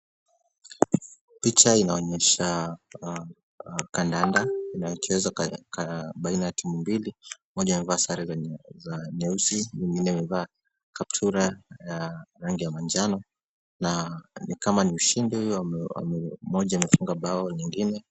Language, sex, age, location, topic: Swahili, male, 25-35, Kisumu, government